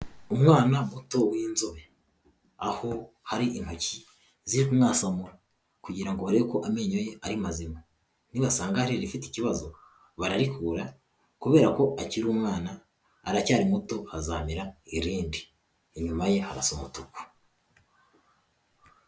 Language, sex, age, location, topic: Kinyarwanda, male, 18-24, Huye, health